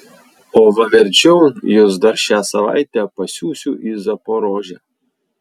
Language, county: Lithuanian, Vilnius